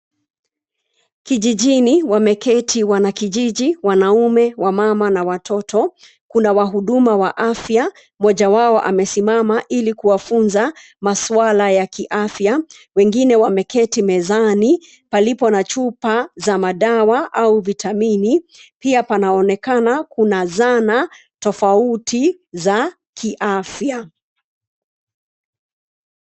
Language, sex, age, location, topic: Swahili, female, 36-49, Nairobi, health